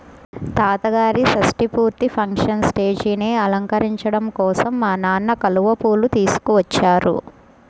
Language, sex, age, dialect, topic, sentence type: Telugu, male, 41-45, Central/Coastal, agriculture, statement